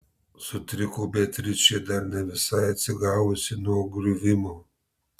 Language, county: Lithuanian, Marijampolė